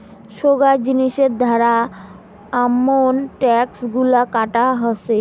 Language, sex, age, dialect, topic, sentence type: Bengali, female, 18-24, Rajbangshi, banking, statement